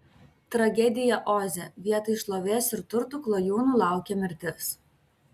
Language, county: Lithuanian, Kaunas